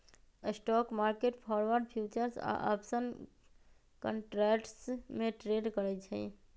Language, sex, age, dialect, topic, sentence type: Magahi, female, 25-30, Western, banking, statement